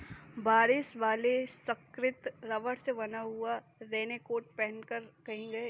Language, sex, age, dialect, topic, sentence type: Hindi, female, 18-24, Kanauji Braj Bhasha, agriculture, statement